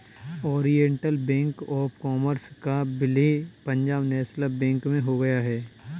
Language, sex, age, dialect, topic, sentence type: Hindi, male, 31-35, Kanauji Braj Bhasha, banking, statement